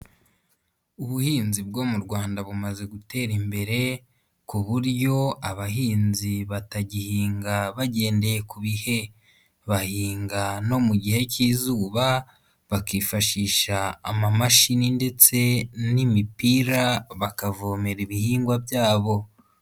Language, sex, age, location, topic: Kinyarwanda, female, 18-24, Nyagatare, agriculture